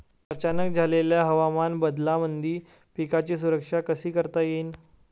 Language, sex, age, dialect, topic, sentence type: Marathi, male, 18-24, Varhadi, agriculture, question